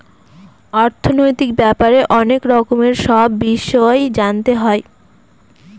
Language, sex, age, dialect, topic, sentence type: Bengali, female, 18-24, Northern/Varendri, banking, statement